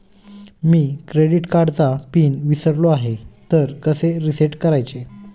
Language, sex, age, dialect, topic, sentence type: Marathi, male, 25-30, Standard Marathi, banking, question